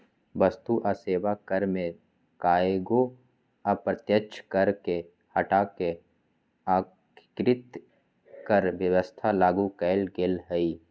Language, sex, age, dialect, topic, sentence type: Magahi, male, 41-45, Western, banking, statement